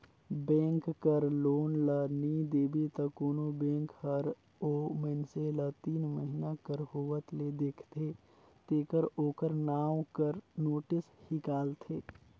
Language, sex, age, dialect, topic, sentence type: Chhattisgarhi, male, 25-30, Northern/Bhandar, banking, statement